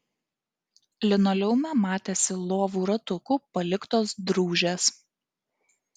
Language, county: Lithuanian, Kaunas